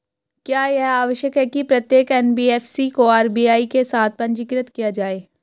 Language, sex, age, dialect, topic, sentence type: Hindi, female, 18-24, Hindustani Malvi Khadi Boli, banking, question